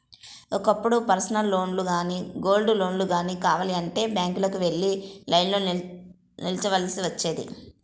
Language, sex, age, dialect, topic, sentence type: Telugu, female, 18-24, Central/Coastal, banking, statement